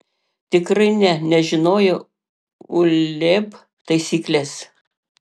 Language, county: Lithuanian, Panevėžys